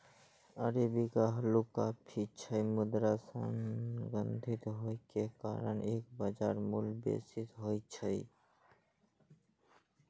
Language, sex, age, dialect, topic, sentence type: Maithili, male, 56-60, Eastern / Thethi, agriculture, statement